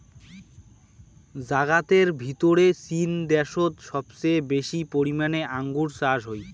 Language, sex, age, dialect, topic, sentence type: Bengali, male, 60-100, Rajbangshi, agriculture, statement